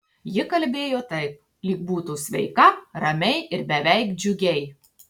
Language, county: Lithuanian, Tauragė